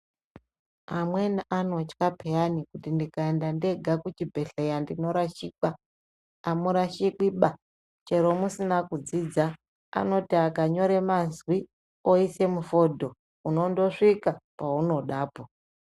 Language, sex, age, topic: Ndau, female, 25-35, health